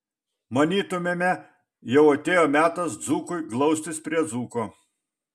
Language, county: Lithuanian, Vilnius